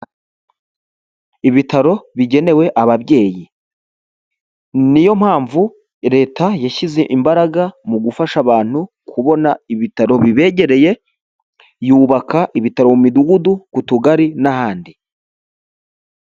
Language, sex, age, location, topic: Kinyarwanda, male, 25-35, Huye, health